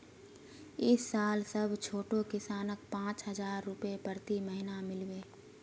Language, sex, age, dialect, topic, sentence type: Magahi, female, 18-24, Northeastern/Surjapuri, agriculture, statement